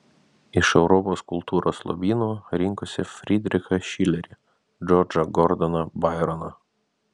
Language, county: Lithuanian, Vilnius